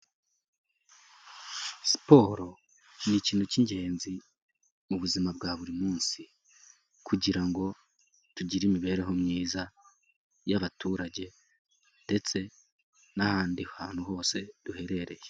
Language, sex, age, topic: Kinyarwanda, male, 18-24, health